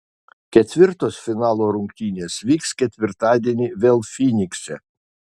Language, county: Lithuanian, Šiauliai